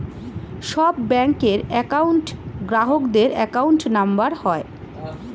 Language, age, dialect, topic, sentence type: Bengali, 41-45, Standard Colloquial, banking, statement